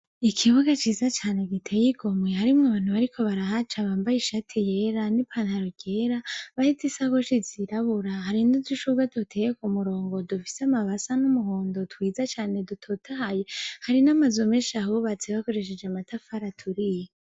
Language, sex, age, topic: Rundi, female, 18-24, education